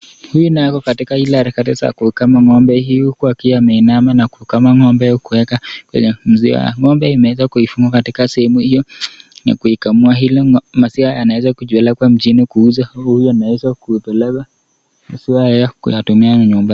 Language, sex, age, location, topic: Swahili, male, 25-35, Nakuru, agriculture